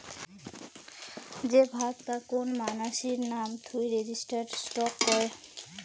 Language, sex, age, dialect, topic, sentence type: Bengali, female, 18-24, Rajbangshi, banking, statement